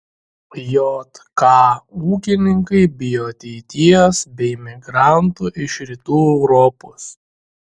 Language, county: Lithuanian, Šiauliai